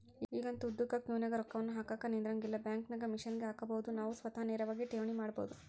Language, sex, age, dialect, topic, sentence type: Kannada, female, 60-100, Central, banking, statement